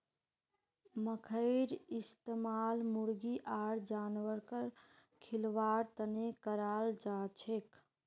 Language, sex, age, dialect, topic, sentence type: Magahi, female, 18-24, Northeastern/Surjapuri, agriculture, statement